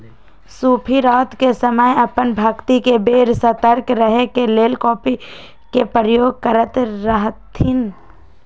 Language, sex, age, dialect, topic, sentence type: Magahi, female, 18-24, Western, agriculture, statement